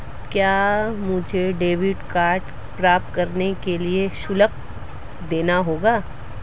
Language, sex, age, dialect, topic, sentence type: Hindi, female, 36-40, Marwari Dhudhari, banking, question